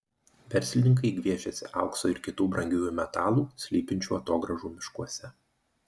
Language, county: Lithuanian, Marijampolė